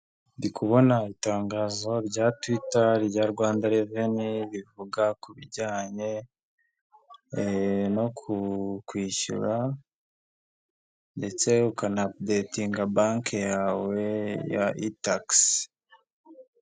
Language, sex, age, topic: Kinyarwanda, male, 25-35, government